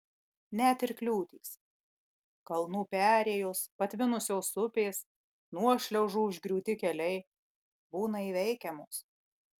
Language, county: Lithuanian, Marijampolė